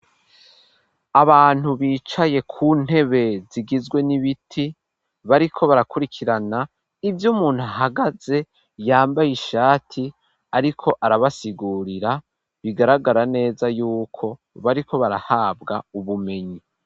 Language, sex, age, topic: Rundi, male, 18-24, education